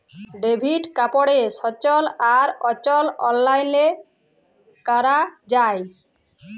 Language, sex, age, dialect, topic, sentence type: Bengali, female, 31-35, Jharkhandi, banking, statement